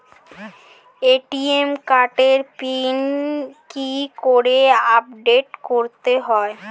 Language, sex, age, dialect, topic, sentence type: Bengali, female, <18, Standard Colloquial, banking, question